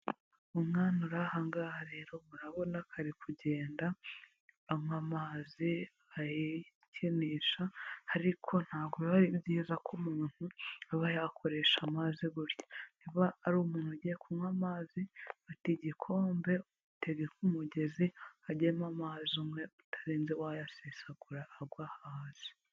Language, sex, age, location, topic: Kinyarwanda, female, 25-35, Huye, health